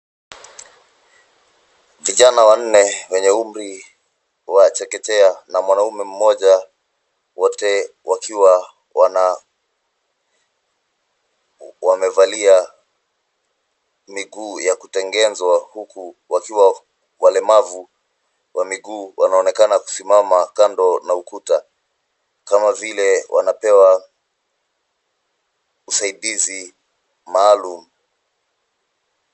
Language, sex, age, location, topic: Swahili, male, 25-35, Nairobi, education